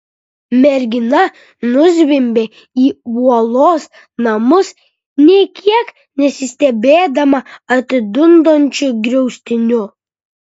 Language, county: Lithuanian, Kaunas